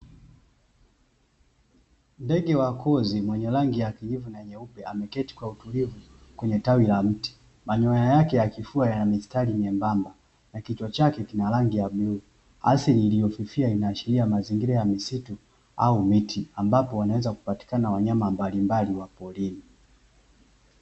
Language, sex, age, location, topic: Swahili, male, 25-35, Dar es Salaam, agriculture